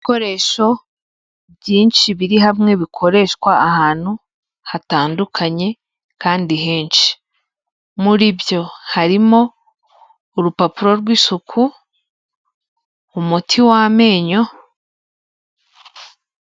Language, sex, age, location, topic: Kinyarwanda, female, 25-35, Kigali, health